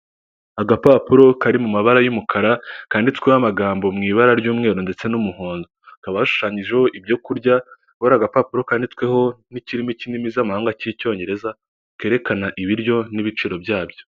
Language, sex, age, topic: Kinyarwanda, male, 18-24, finance